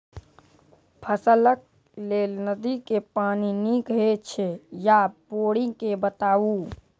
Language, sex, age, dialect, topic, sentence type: Maithili, male, 46-50, Angika, agriculture, question